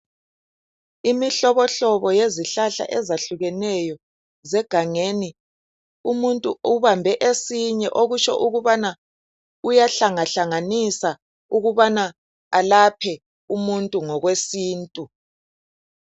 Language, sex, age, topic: North Ndebele, male, 50+, health